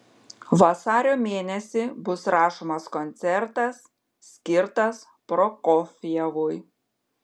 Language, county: Lithuanian, Panevėžys